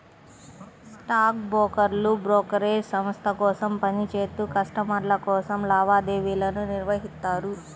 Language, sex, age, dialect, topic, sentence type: Telugu, male, 36-40, Central/Coastal, banking, statement